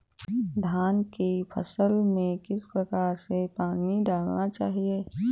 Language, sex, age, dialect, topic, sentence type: Hindi, female, 18-24, Awadhi Bundeli, agriculture, question